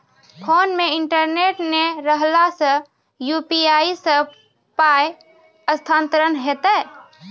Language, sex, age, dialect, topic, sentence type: Maithili, female, 31-35, Angika, banking, question